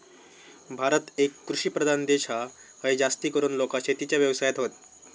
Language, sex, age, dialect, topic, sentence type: Marathi, male, 18-24, Southern Konkan, agriculture, statement